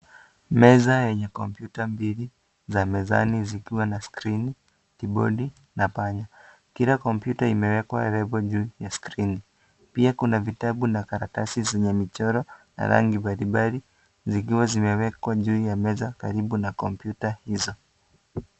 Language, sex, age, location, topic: Swahili, male, 25-35, Kisii, education